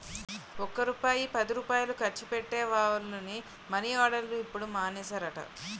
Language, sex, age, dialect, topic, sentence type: Telugu, female, 31-35, Utterandhra, banking, statement